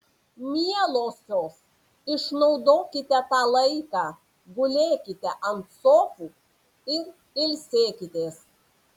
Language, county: Lithuanian, Panevėžys